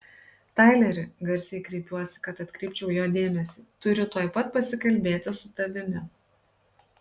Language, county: Lithuanian, Kaunas